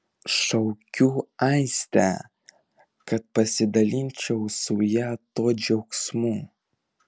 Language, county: Lithuanian, Vilnius